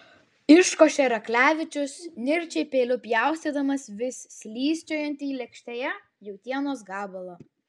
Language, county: Lithuanian, Vilnius